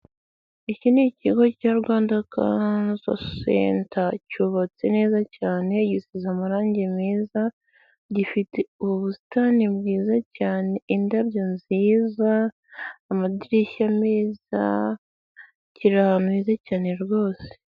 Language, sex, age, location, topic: Kinyarwanda, female, 18-24, Huye, health